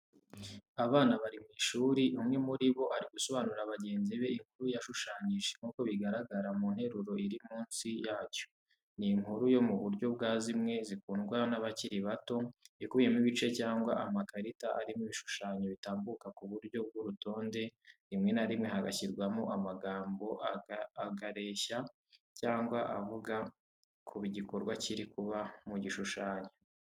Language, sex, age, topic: Kinyarwanda, male, 18-24, education